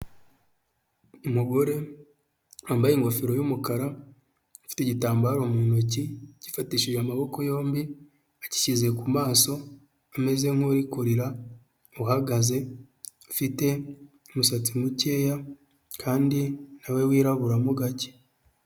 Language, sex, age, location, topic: Kinyarwanda, male, 25-35, Huye, health